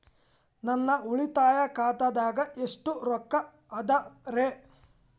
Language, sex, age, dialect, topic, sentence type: Kannada, male, 18-24, Dharwad Kannada, banking, question